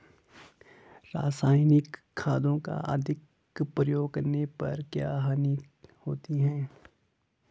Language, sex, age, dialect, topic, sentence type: Hindi, male, 18-24, Hindustani Malvi Khadi Boli, agriculture, question